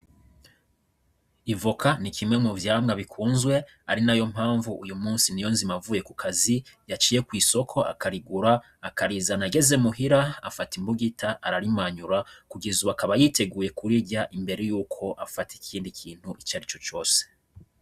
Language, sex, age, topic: Rundi, male, 25-35, agriculture